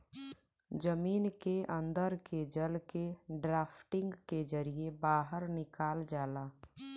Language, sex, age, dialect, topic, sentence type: Bhojpuri, female, <18, Western, agriculture, statement